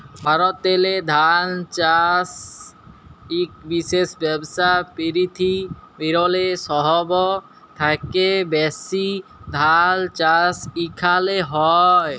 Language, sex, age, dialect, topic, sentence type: Bengali, male, 18-24, Jharkhandi, agriculture, statement